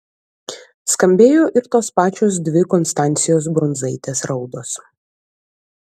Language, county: Lithuanian, Vilnius